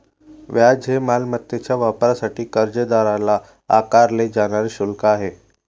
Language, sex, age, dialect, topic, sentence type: Marathi, male, 18-24, Varhadi, banking, statement